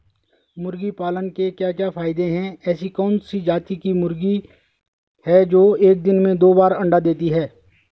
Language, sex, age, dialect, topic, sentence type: Hindi, male, 36-40, Garhwali, agriculture, question